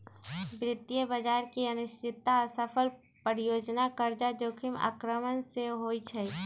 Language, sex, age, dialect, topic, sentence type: Magahi, female, 18-24, Western, agriculture, statement